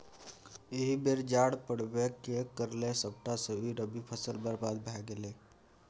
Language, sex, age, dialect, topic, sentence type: Maithili, male, 18-24, Bajjika, agriculture, statement